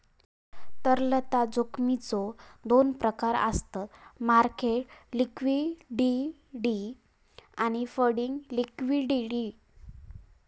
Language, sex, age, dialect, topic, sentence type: Marathi, female, 18-24, Southern Konkan, banking, statement